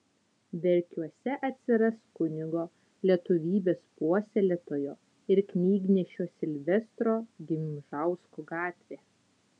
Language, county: Lithuanian, Utena